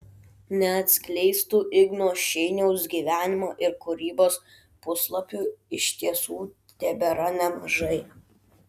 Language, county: Lithuanian, Klaipėda